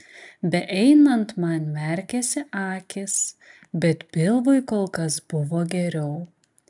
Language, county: Lithuanian, Klaipėda